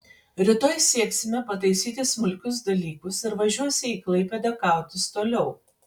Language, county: Lithuanian, Panevėžys